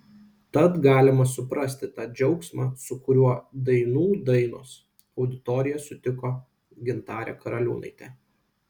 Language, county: Lithuanian, Kaunas